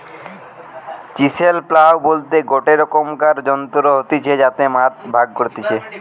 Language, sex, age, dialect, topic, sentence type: Bengali, male, 18-24, Western, agriculture, statement